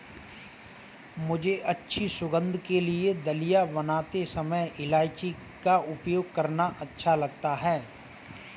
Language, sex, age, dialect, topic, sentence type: Hindi, male, 25-30, Kanauji Braj Bhasha, agriculture, statement